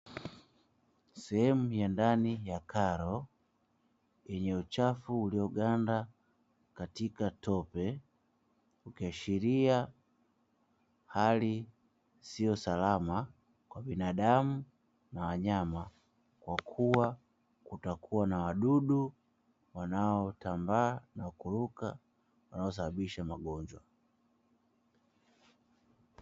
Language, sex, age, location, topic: Swahili, male, 25-35, Dar es Salaam, government